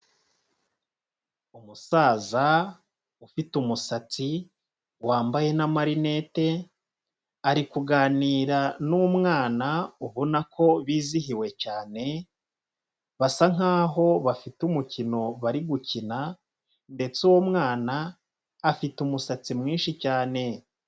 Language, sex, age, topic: Kinyarwanda, male, 25-35, health